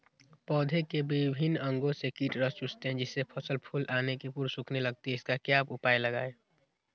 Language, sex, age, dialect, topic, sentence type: Magahi, male, 18-24, Western, agriculture, question